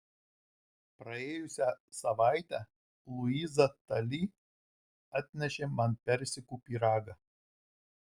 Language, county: Lithuanian, Marijampolė